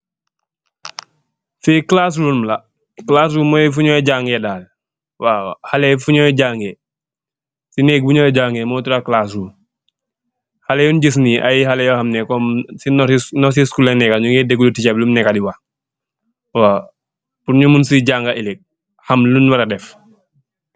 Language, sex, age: Wolof, male, 25-35